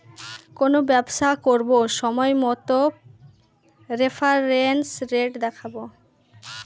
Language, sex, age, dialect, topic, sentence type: Bengali, female, 18-24, Northern/Varendri, banking, statement